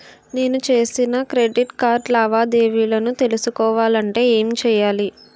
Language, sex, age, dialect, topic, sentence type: Telugu, female, 18-24, Utterandhra, banking, question